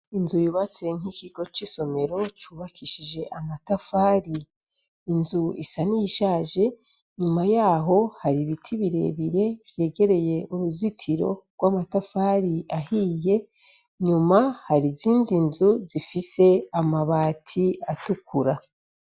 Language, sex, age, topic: Rundi, female, 36-49, education